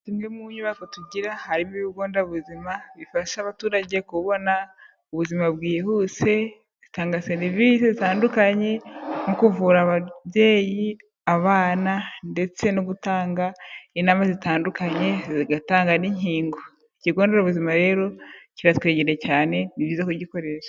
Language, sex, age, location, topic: Kinyarwanda, female, 25-35, Kigali, health